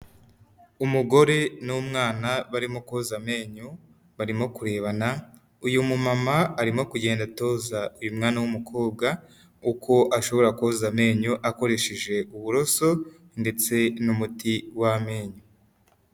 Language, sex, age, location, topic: Kinyarwanda, female, 25-35, Huye, health